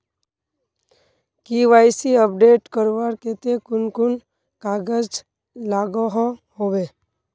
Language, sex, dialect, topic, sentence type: Magahi, female, Northeastern/Surjapuri, banking, question